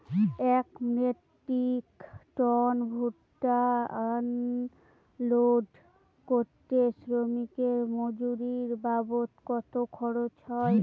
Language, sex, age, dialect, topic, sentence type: Bengali, female, 18-24, Northern/Varendri, agriculture, question